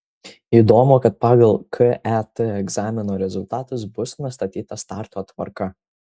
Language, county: Lithuanian, Kaunas